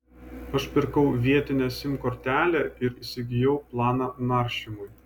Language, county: Lithuanian, Vilnius